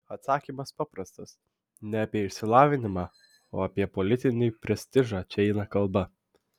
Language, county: Lithuanian, Vilnius